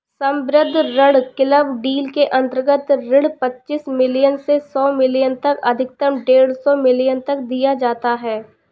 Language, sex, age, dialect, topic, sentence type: Hindi, female, 25-30, Awadhi Bundeli, banking, statement